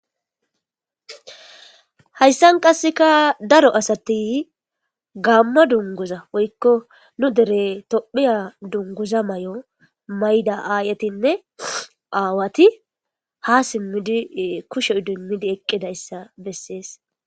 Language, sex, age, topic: Gamo, female, 18-24, government